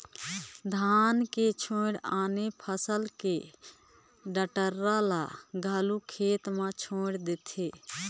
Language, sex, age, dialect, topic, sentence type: Chhattisgarhi, female, 25-30, Northern/Bhandar, agriculture, statement